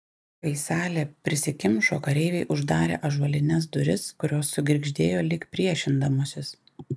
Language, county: Lithuanian, Panevėžys